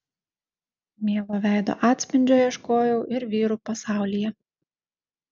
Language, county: Lithuanian, Šiauliai